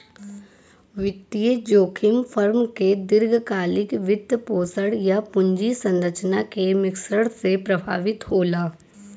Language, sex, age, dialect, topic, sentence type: Bhojpuri, female, 18-24, Western, banking, statement